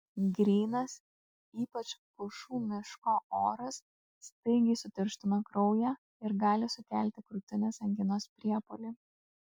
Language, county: Lithuanian, Kaunas